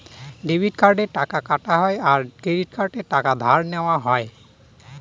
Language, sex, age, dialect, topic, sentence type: Bengali, male, 25-30, Northern/Varendri, banking, statement